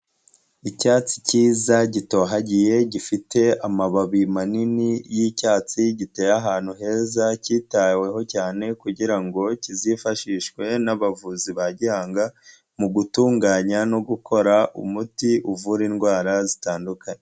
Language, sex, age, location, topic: Kinyarwanda, female, 18-24, Huye, health